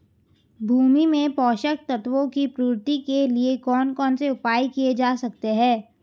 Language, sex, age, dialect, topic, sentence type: Hindi, female, 18-24, Hindustani Malvi Khadi Boli, agriculture, question